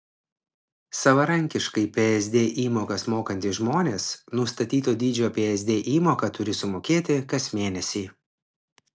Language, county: Lithuanian, Klaipėda